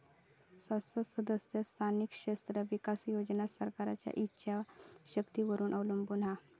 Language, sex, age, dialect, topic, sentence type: Marathi, female, 18-24, Southern Konkan, banking, statement